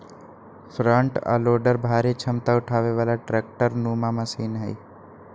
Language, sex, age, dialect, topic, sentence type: Magahi, male, 25-30, Western, agriculture, statement